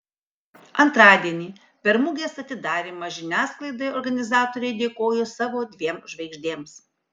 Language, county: Lithuanian, Kaunas